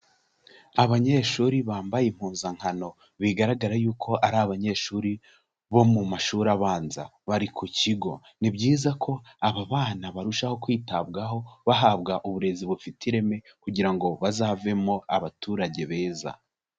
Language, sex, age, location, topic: Kinyarwanda, male, 18-24, Kigali, education